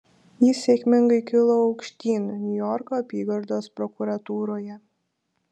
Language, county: Lithuanian, Šiauliai